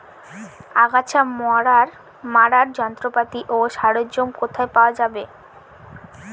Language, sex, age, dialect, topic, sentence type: Bengali, female, <18, Northern/Varendri, agriculture, question